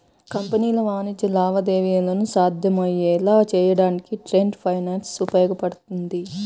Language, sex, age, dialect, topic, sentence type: Telugu, female, 31-35, Central/Coastal, banking, statement